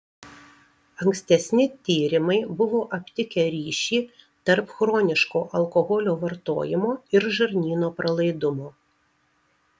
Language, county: Lithuanian, Marijampolė